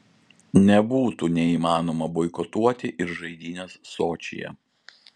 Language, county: Lithuanian, Vilnius